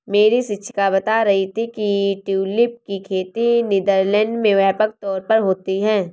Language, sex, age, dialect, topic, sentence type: Hindi, female, 18-24, Awadhi Bundeli, agriculture, statement